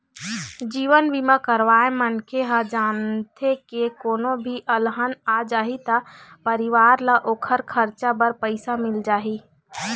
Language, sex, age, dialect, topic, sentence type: Chhattisgarhi, female, 25-30, Eastern, banking, statement